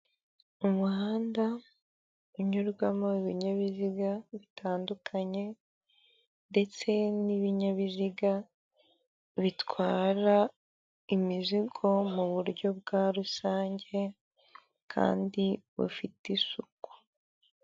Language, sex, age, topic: Kinyarwanda, female, 18-24, government